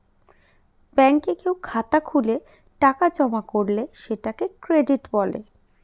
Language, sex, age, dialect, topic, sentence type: Bengali, female, 31-35, Northern/Varendri, banking, statement